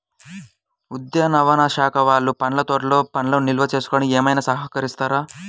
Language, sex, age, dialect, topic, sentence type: Telugu, male, 18-24, Central/Coastal, agriculture, question